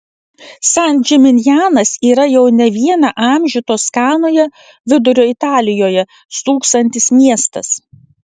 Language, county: Lithuanian, Vilnius